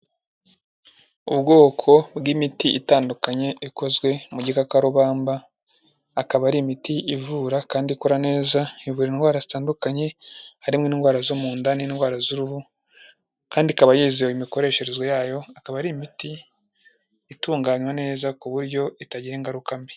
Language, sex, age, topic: Kinyarwanda, male, 18-24, health